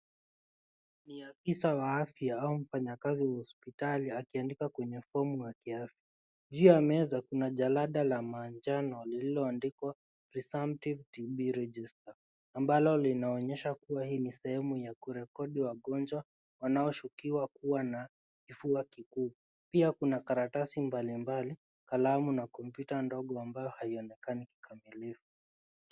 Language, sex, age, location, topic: Swahili, male, 25-35, Nairobi, health